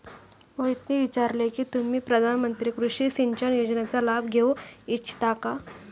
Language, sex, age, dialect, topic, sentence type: Marathi, female, 18-24, Standard Marathi, agriculture, statement